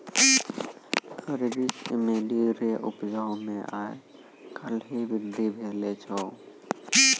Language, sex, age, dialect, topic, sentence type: Maithili, male, 18-24, Angika, agriculture, statement